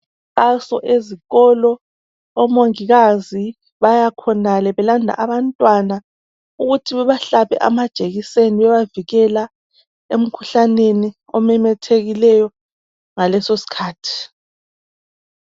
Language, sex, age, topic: North Ndebele, male, 25-35, health